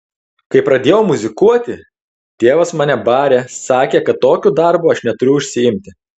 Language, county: Lithuanian, Telšiai